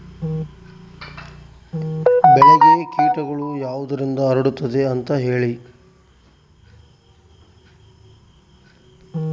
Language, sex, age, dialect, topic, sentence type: Kannada, male, 31-35, Central, agriculture, question